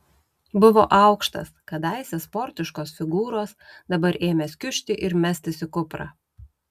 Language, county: Lithuanian, Utena